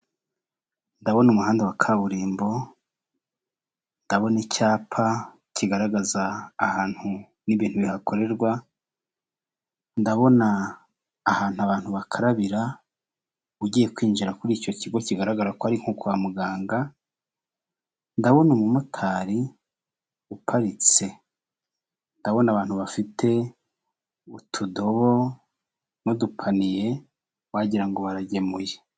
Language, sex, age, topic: Kinyarwanda, male, 36-49, government